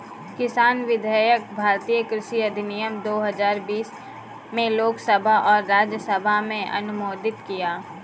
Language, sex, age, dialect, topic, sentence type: Hindi, female, 18-24, Kanauji Braj Bhasha, agriculture, statement